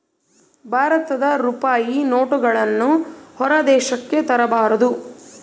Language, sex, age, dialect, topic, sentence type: Kannada, female, 31-35, Central, banking, statement